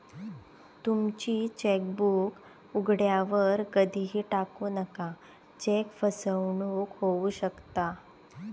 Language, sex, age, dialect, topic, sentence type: Marathi, female, 18-24, Southern Konkan, banking, statement